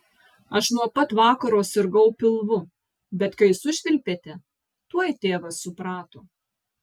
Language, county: Lithuanian, Vilnius